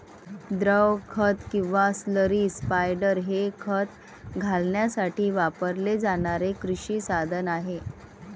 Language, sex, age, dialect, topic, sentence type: Marathi, female, 36-40, Varhadi, agriculture, statement